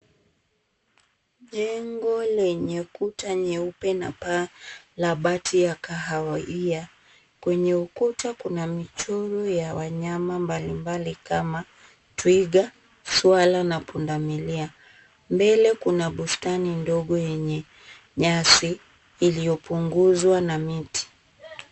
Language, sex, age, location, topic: Swahili, female, 36-49, Kisumu, education